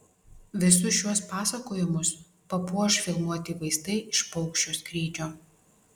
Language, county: Lithuanian, Vilnius